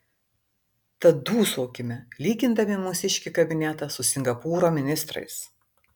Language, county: Lithuanian, Vilnius